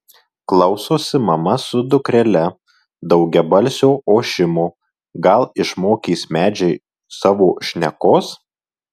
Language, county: Lithuanian, Marijampolė